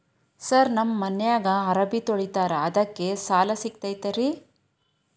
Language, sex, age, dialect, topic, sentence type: Kannada, female, 31-35, Dharwad Kannada, banking, question